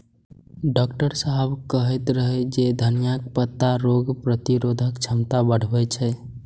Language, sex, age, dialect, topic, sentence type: Maithili, male, 18-24, Eastern / Thethi, agriculture, statement